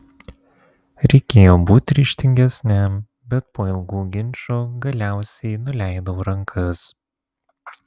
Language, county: Lithuanian, Vilnius